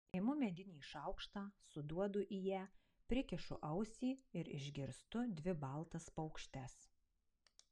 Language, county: Lithuanian, Marijampolė